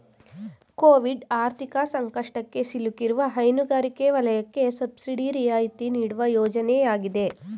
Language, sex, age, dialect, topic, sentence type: Kannada, female, 18-24, Mysore Kannada, agriculture, statement